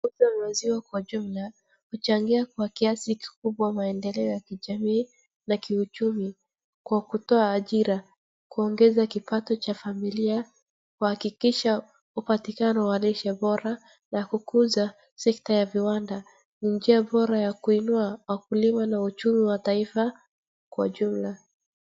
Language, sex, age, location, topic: Swahili, female, 36-49, Wajir, agriculture